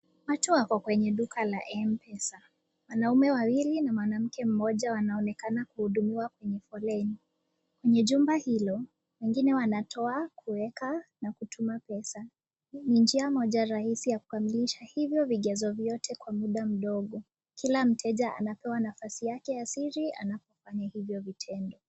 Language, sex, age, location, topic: Swahili, female, 18-24, Nakuru, finance